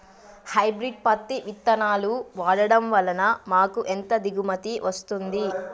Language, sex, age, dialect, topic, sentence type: Telugu, female, 36-40, Telangana, agriculture, question